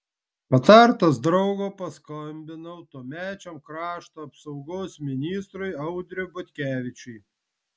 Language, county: Lithuanian, Vilnius